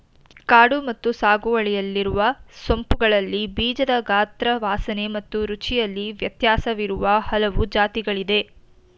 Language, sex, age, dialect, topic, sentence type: Kannada, female, 18-24, Mysore Kannada, agriculture, statement